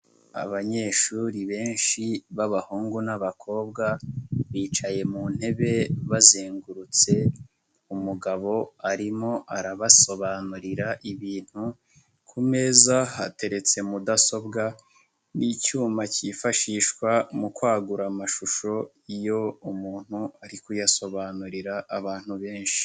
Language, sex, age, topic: Kinyarwanda, male, 18-24, education